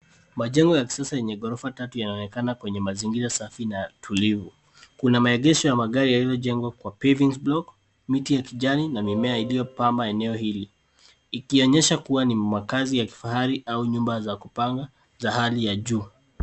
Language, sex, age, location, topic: Swahili, male, 18-24, Nairobi, finance